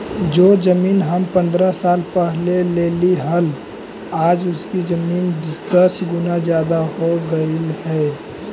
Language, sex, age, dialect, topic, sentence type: Magahi, male, 18-24, Central/Standard, agriculture, statement